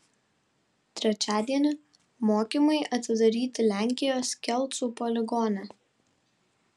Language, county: Lithuanian, Vilnius